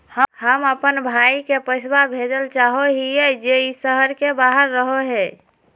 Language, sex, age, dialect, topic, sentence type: Magahi, female, 46-50, Southern, banking, statement